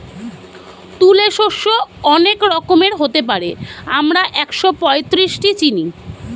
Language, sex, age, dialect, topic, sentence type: Bengali, female, 31-35, Standard Colloquial, agriculture, statement